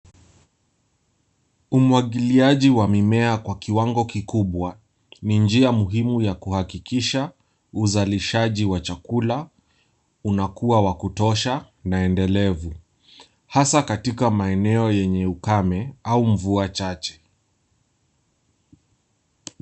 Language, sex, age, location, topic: Swahili, male, 18-24, Nairobi, agriculture